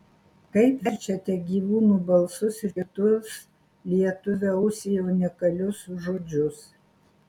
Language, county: Lithuanian, Alytus